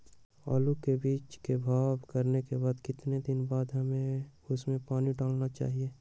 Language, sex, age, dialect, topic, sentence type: Magahi, male, 18-24, Western, agriculture, question